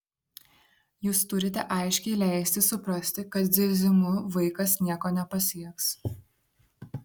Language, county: Lithuanian, Šiauliai